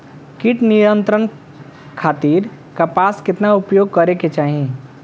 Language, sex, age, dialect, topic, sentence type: Bhojpuri, male, 25-30, Southern / Standard, agriculture, question